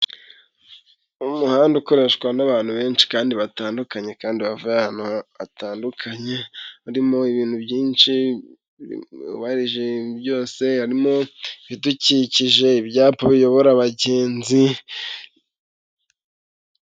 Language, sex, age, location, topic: Kinyarwanda, male, 18-24, Huye, government